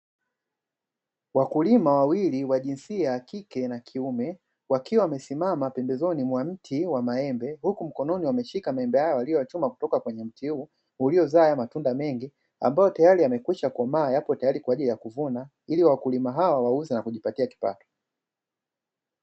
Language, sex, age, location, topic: Swahili, male, 36-49, Dar es Salaam, agriculture